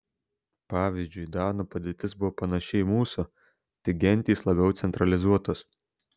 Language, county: Lithuanian, Šiauliai